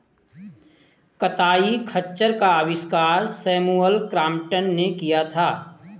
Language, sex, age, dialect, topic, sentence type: Hindi, male, 36-40, Kanauji Braj Bhasha, agriculture, statement